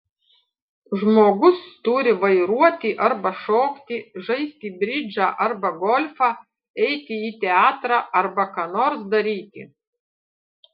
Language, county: Lithuanian, Panevėžys